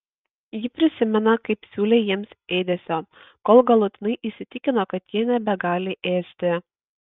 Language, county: Lithuanian, Kaunas